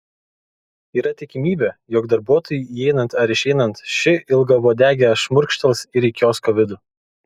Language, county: Lithuanian, Kaunas